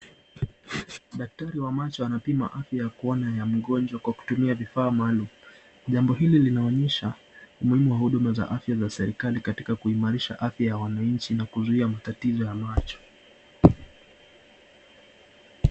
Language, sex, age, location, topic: Swahili, male, 25-35, Nakuru, health